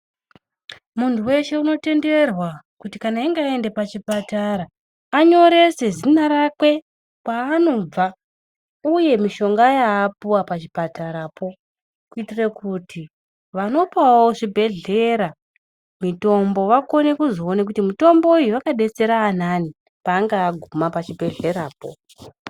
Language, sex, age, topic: Ndau, male, 25-35, health